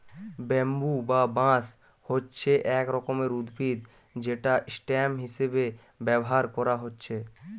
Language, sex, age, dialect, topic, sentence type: Bengali, male, 18-24, Western, agriculture, statement